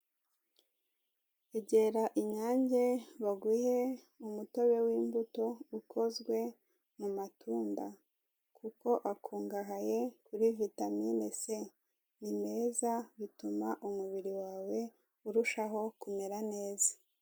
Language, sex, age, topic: Kinyarwanda, female, 36-49, finance